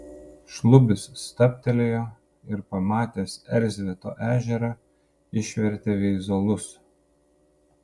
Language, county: Lithuanian, Panevėžys